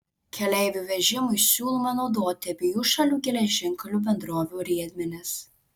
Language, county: Lithuanian, Alytus